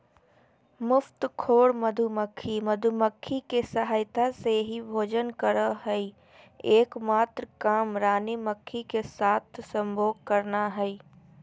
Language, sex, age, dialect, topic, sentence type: Magahi, female, 18-24, Southern, agriculture, statement